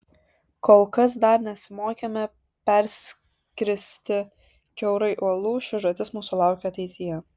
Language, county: Lithuanian, Kaunas